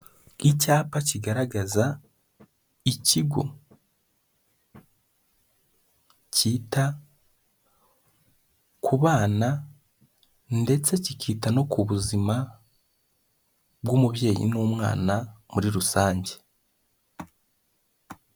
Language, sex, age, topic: Kinyarwanda, male, 18-24, health